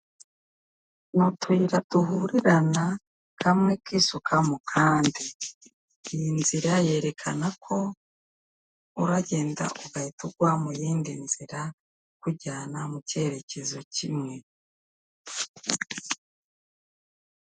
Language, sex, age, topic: Kinyarwanda, female, 36-49, government